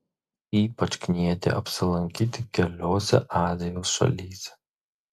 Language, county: Lithuanian, Marijampolė